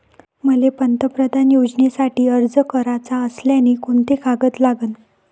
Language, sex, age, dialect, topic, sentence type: Marathi, female, 25-30, Varhadi, banking, question